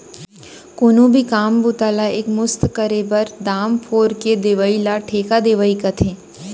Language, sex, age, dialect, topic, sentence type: Chhattisgarhi, female, 18-24, Central, agriculture, statement